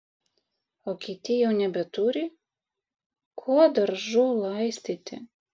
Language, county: Lithuanian, Vilnius